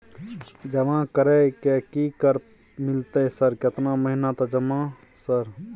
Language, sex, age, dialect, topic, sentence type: Maithili, male, 36-40, Bajjika, banking, question